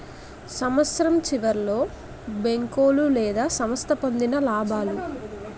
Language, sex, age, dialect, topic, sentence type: Telugu, female, 18-24, Utterandhra, banking, statement